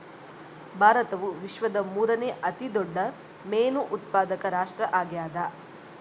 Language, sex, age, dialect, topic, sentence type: Kannada, female, 18-24, Central, agriculture, statement